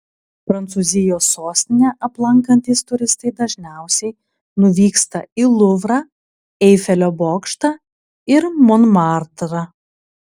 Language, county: Lithuanian, Klaipėda